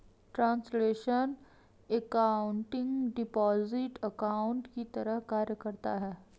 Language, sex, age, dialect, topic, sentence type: Hindi, female, 18-24, Marwari Dhudhari, banking, statement